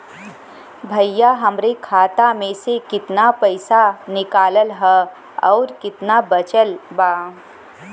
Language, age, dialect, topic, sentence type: Bhojpuri, 25-30, Western, banking, question